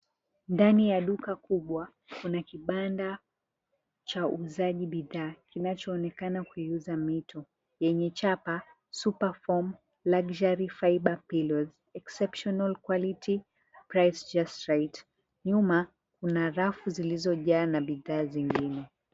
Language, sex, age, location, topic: Swahili, female, 18-24, Mombasa, government